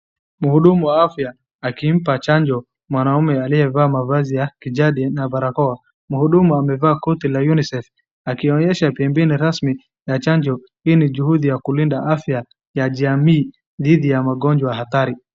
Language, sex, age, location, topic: Swahili, male, 25-35, Wajir, health